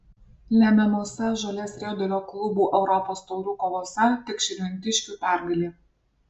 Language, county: Lithuanian, Alytus